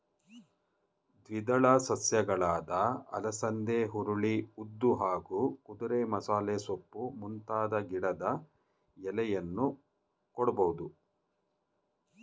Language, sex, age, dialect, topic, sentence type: Kannada, male, 46-50, Mysore Kannada, agriculture, statement